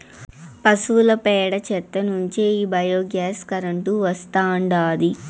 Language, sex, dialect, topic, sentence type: Telugu, female, Southern, agriculture, statement